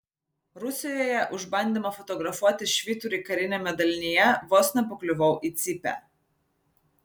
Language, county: Lithuanian, Vilnius